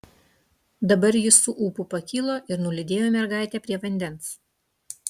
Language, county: Lithuanian, Utena